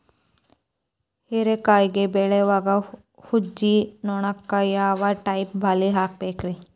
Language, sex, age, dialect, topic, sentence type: Kannada, female, 18-24, Dharwad Kannada, agriculture, question